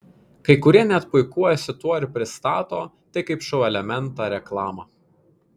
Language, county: Lithuanian, Kaunas